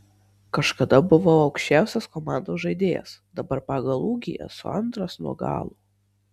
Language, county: Lithuanian, Marijampolė